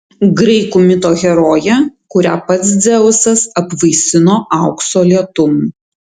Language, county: Lithuanian, Tauragė